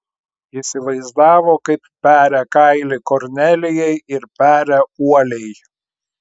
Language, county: Lithuanian, Klaipėda